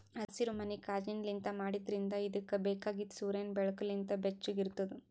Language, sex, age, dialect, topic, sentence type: Kannada, female, 18-24, Northeastern, agriculture, statement